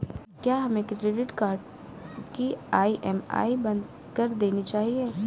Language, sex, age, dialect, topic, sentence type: Hindi, female, 18-24, Awadhi Bundeli, banking, question